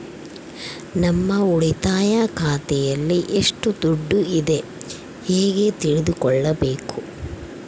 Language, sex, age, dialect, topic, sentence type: Kannada, female, 25-30, Central, banking, question